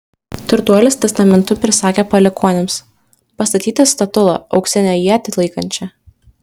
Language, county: Lithuanian, Šiauliai